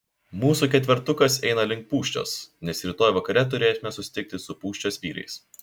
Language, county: Lithuanian, Šiauliai